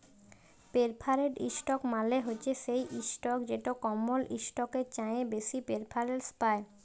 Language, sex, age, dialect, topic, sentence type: Bengali, male, 18-24, Jharkhandi, banking, statement